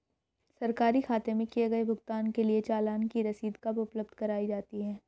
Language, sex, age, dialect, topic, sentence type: Hindi, female, 31-35, Hindustani Malvi Khadi Boli, banking, question